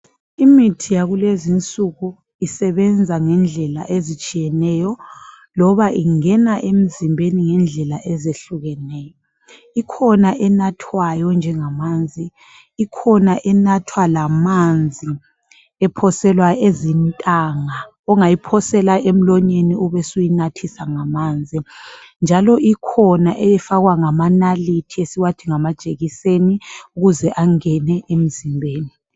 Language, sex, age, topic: North Ndebele, male, 25-35, health